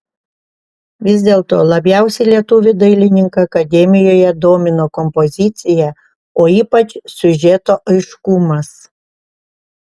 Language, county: Lithuanian, Panevėžys